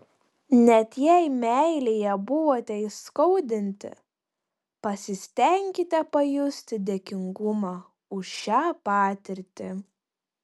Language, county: Lithuanian, Panevėžys